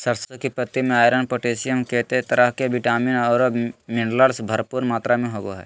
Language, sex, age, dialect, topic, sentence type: Magahi, male, 25-30, Southern, agriculture, statement